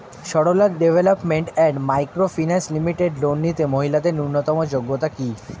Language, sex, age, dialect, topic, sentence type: Bengali, male, 18-24, Standard Colloquial, banking, question